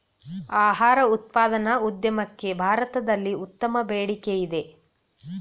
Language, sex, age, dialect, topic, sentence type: Kannada, female, 36-40, Mysore Kannada, agriculture, statement